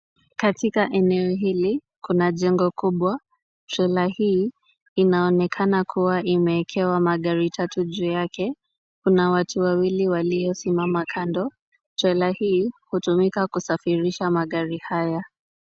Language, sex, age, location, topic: Swahili, female, 25-35, Kisumu, finance